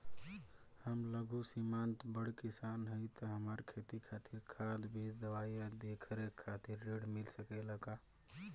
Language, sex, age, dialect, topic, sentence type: Bhojpuri, male, 18-24, Southern / Standard, banking, question